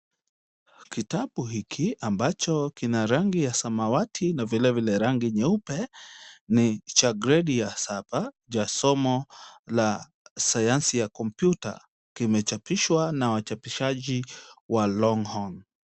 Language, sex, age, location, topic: Swahili, male, 25-35, Kisumu, education